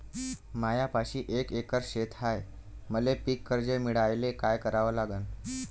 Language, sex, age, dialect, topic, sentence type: Marathi, male, 31-35, Varhadi, agriculture, question